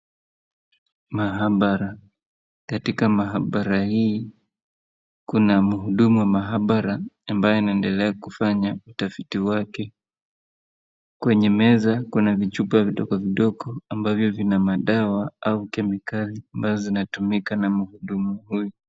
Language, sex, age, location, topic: Swahili, male, 25-35, Wajir, health